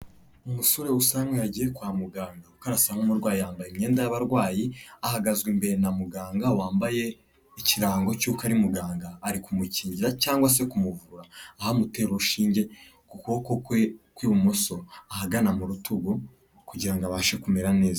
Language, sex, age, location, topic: Kinyarwanda, male, 25-35, Kigali, health